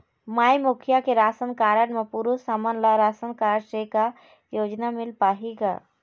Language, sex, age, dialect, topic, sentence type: Chhattisgarhi, female, 18-24, Eastern, banking, question